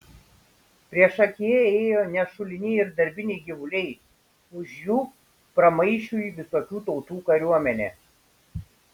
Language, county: Lithuanian, Šiauliai